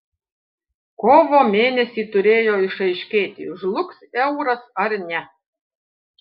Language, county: Lithuanian, Panevėžys